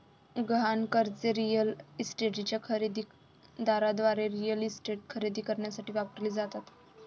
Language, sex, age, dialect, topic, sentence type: Marathi, female, 25-30, Varhadi, banking, statement